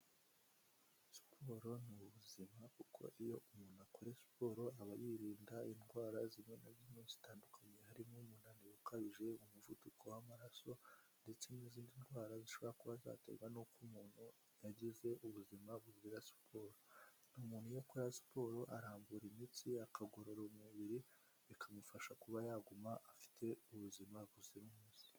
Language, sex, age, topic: Kinyarwanda, male, 18-24, health